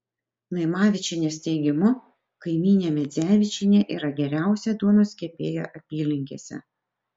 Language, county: Lithuanian, Utena